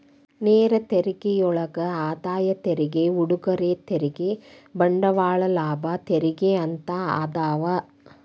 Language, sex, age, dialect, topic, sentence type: Kannada, female, 41-45, Dharwad Kannada, banking, statement